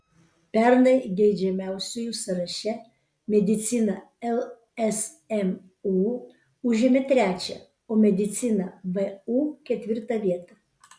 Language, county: Lithuanian, Vilnius